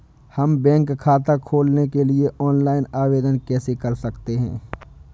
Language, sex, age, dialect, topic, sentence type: Hindi, male, 18-24, Awadhi Bundeli, banking, question